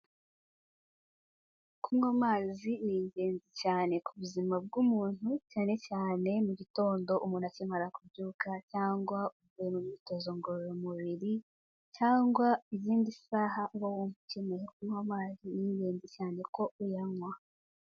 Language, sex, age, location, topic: Kinyarwanda, female, 18-24, Kigali, health